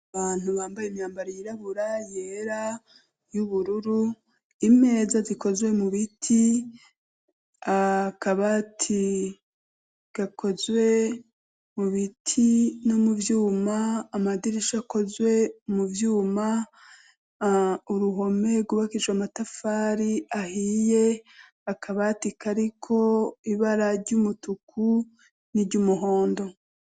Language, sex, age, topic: Rundi, female, 36-49, education